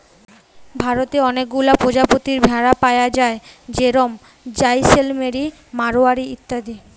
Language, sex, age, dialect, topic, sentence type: Bengali, female, 18-24, Western, agriculture, statement